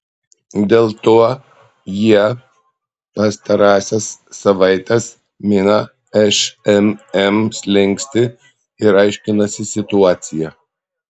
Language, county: Lithuanian, Panevėžys